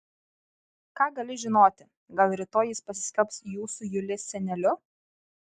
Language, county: Lithuanian, Kaunas